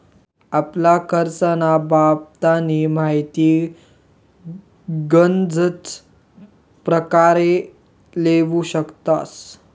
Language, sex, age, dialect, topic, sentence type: Marathi, male, 18-24, Northern Konkan, banking, statement